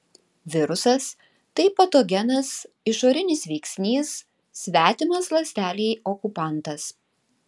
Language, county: Lithuanian, Tauragė